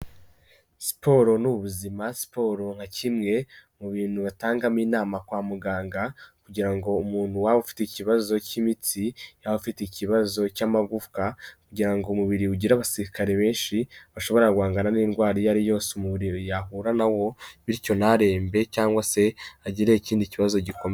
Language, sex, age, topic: Kinyarwanda, male, 18-24, health